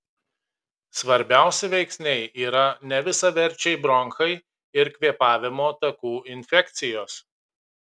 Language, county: Lithuanian, Kaunas